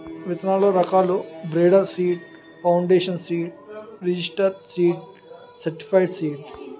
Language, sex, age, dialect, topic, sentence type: Telugu, male, 31-35, Utterandhra, agriculture, statement